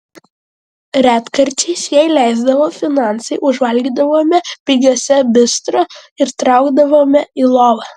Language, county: Lithuanian, Vilnius